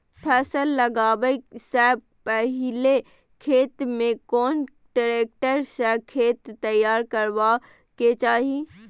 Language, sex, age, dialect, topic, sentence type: Maithili, female, 18-24, Bajjika, agriculture, question